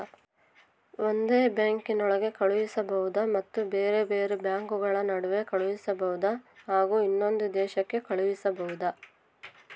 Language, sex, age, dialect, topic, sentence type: Kannada, female, 18-24, Central, banking, question